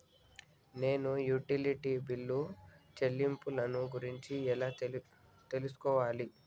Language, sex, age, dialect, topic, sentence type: Telugu, male, 56-60, Telangana, banking, question